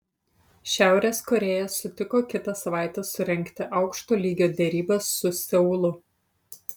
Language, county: Lithuanian, Utena